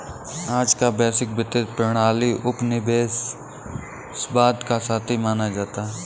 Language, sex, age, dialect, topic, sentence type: Hindi, male, 18-24, Kanauji Braj Bhasha, banking, statement